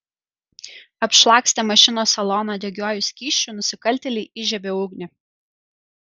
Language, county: Lithuanian, Kaunas